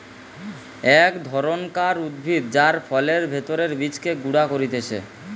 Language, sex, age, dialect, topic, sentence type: Bengali, male, 18-24, Western, agriculture, statement